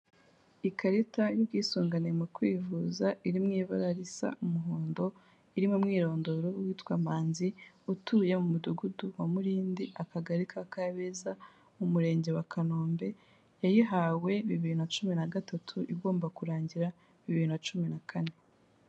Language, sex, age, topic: Kinyarwanda, female, 18-24, finance